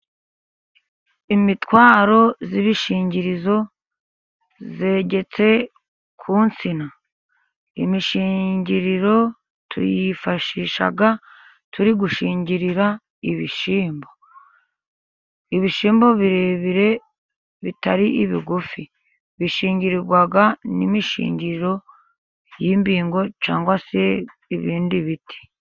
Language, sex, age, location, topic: Kinyarwanda, female, 50+, Musanze, agriculture